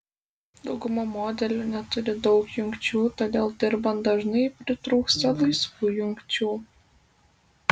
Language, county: Lithuanian, Kaunas